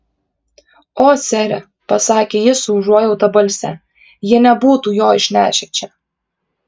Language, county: Lithuanian, Kaunas